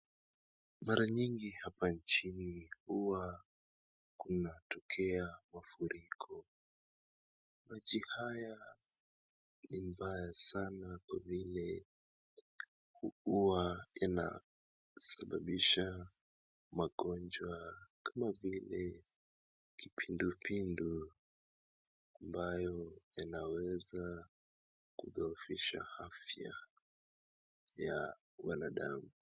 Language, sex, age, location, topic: Swahili, male, 18-24, Kisumu, health